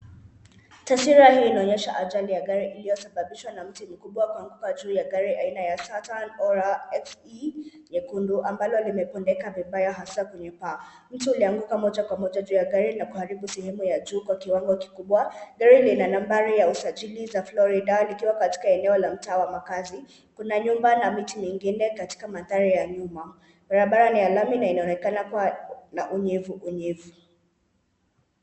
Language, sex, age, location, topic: Swahili, male, 18-24, Nairobi, health